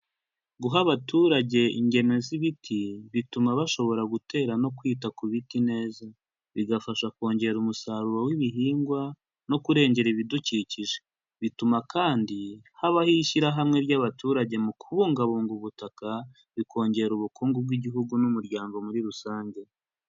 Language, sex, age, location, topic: Kinyarwanda, male, 25-35, Huye, agriculture